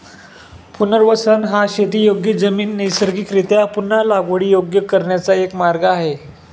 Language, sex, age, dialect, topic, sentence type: Marathi, male, 18-24, Standard Marathi, agriculture, statement